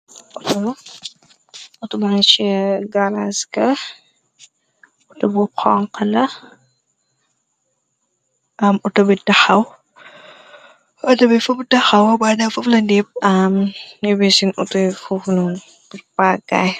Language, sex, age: Wolof, female, 18-24